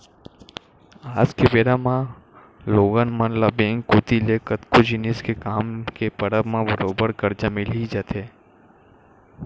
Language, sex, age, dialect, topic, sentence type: Chhattisgarhi, male, 18-24, Western/Budati/Khatahi, banking, statement